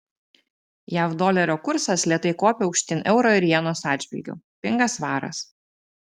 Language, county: Lithuanian, Telšiai